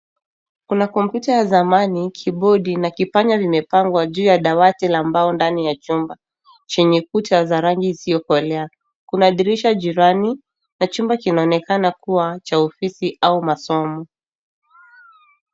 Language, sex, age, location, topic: Swahili, female, 18-24, Nairobi, health